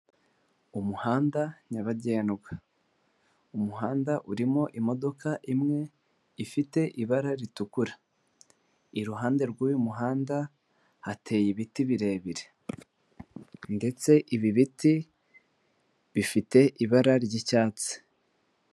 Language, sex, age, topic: Kinyarwanda, male, 25-35, government